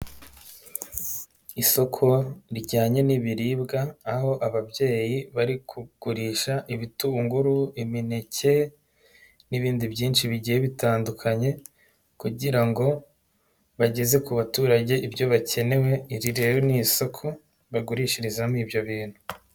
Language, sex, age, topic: Kinyarwanda, male, 18-24, finance